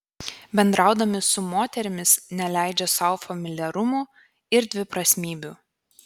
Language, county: Lithuanian, Kaunas